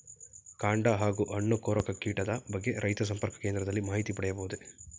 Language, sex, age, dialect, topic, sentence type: Kannada, male, 31-35, Mysore Kannada, agriculture, question